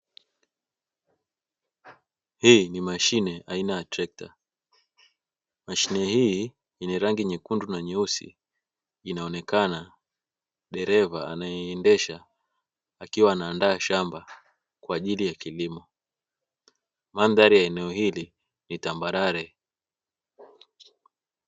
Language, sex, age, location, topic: Swahili, male, 25-35, Dar es Salaam, agriculture